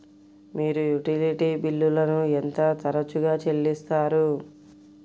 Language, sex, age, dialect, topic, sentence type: Telugu, female, 56-60, Central/Coastal, banking, question